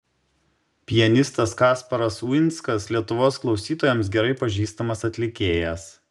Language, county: Lithuanian, Šiauliai